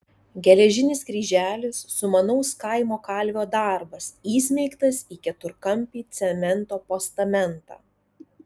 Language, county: Lithuanian, Alytus